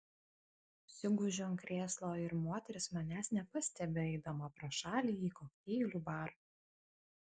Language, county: Lithuanian, Kaunas